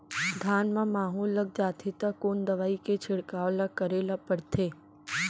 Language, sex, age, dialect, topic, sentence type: Chhattisgarhi, female, 18-24, Central, agriculture, question